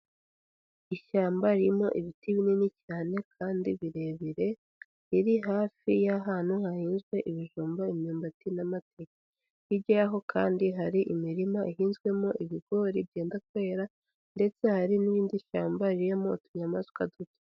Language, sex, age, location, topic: Kinyarwanda, female, 18-24, Huye, agriculture